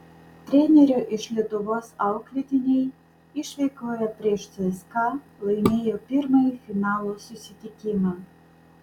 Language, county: Lithuanian, Vilnius